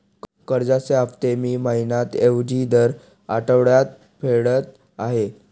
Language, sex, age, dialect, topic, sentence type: Marathi, male, 25-30, Northern Konkan, banking, statement